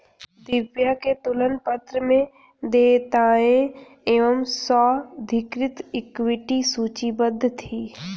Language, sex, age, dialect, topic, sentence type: Hindi, female, 31-35, Hindustani Malvi Khadi Boli, banking, statement